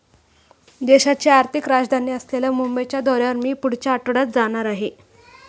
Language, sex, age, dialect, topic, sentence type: Marathi, female, 18-24, Standard Marathi, banking, statement